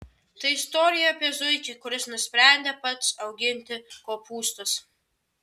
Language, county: Lithuanian, Vilnius